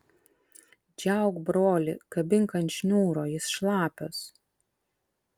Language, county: Lithuanian, Vilnius